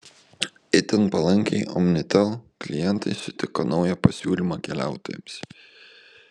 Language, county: Lithuanian, Kaunas